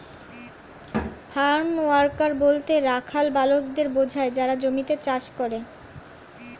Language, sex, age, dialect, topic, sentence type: Bengali, female, 25-30, Standard Colloquial, agriculture, statement